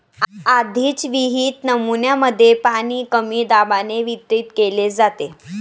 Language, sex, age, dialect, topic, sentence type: Marathi, male, 18-24, Varhadi, agriculture, statement